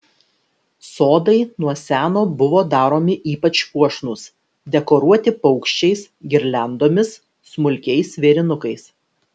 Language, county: Lithuanian, Vilnius